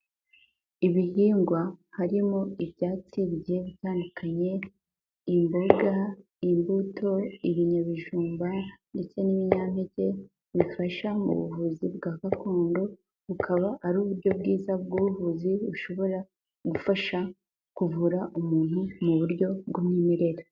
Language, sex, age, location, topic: Kinyarwanda, female, 18-24, Kigali, health